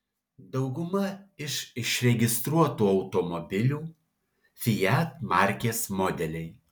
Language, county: Lithuanian, Alytus